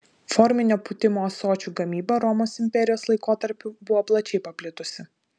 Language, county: Lithuanian, Vilnius